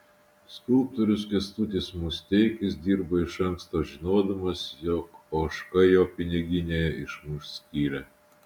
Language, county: Lithuanian, Utena